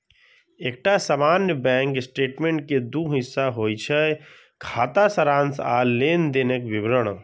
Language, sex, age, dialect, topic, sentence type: Maithili, male, 60-100, Eastern / Thethi, banking, statement